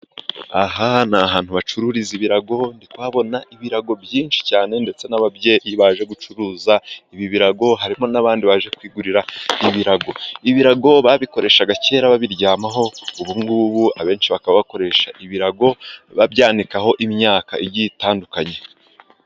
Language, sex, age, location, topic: Kinyarwanda, male, 25-35, Musanze, government